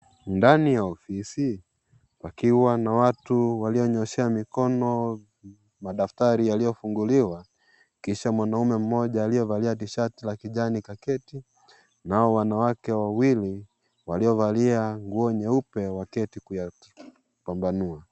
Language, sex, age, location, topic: Swahili, male, 25-35, Kisii, health